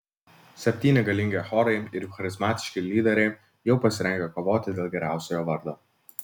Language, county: Lithuanian, Vilnius